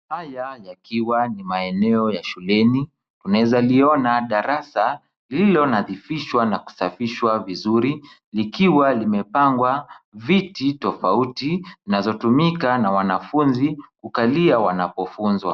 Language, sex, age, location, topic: Swahili, male, 50+, Kisumu, education